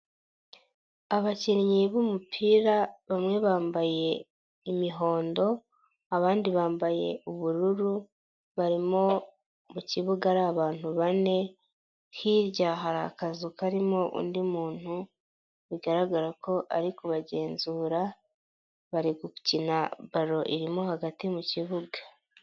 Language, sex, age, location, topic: Kinyarwanda, female, 18-24, Nyagatare, government